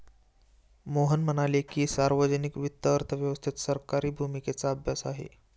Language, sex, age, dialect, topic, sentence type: Marathi, male, 18-24, Standard Marathi, banking, statement